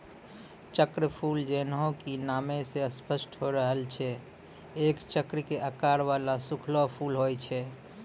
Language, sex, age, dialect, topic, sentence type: Maithili, male, 25-30, Angika, agriculture, statement